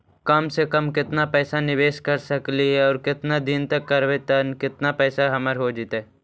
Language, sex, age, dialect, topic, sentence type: Magahi, male, 51-55, Central/Standard, banking, question